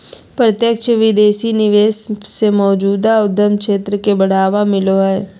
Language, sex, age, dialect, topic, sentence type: Magahi, female, 31-35, Southern, banking, statement